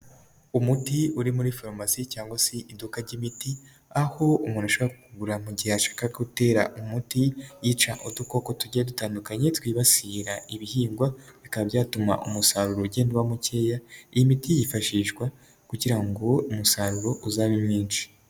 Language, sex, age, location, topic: Kinyarwanda, male, 18-24, Nyagatare, agriculture